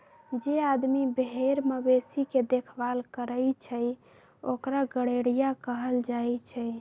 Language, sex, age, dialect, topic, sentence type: Magahi, female, 41-45, Western, agriculture, statement